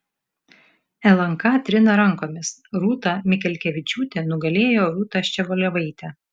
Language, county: Lithuanian, Šiauliai